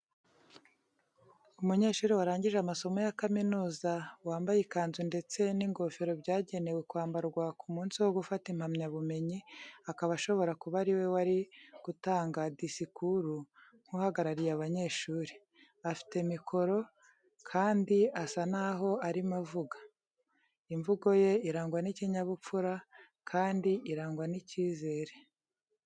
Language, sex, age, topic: Kinyarwanda, female, 36-49, education